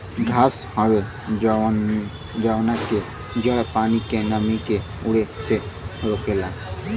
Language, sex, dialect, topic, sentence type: Bhojpuri, male, Western, agriculture, statement